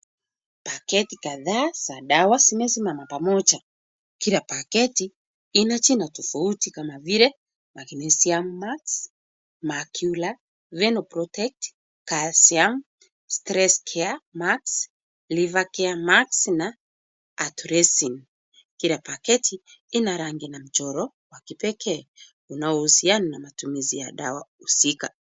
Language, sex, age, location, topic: Swahili, female, 36-49, Kisumu, health